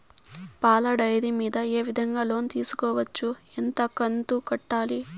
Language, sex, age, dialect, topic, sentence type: Telugu, female, 18-24, Southern, banking, question